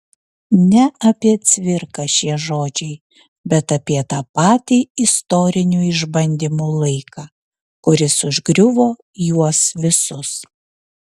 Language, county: Lithuanian, Utena